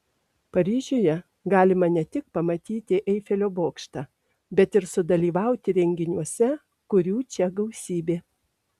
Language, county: Lithuanian, Alytus